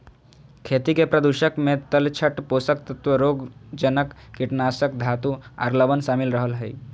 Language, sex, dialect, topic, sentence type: Magahi, female, Southern, agriculture, statement